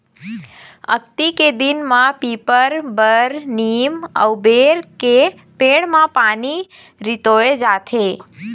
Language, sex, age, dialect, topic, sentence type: Chhattisgarhi, female, 25-30, Eastern, agriculture, statement